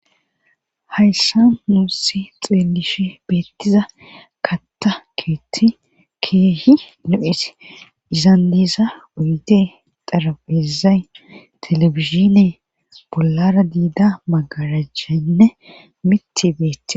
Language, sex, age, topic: Gamo, female, 25-35, government